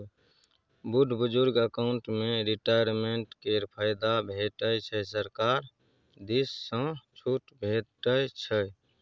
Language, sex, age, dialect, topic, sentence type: Maithili, male, 31-35, Bajjika, banking, statement